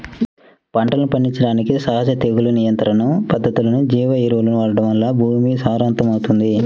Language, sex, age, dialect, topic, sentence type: Telugu, male, 25-30, Central/Coastal, agriculture, statement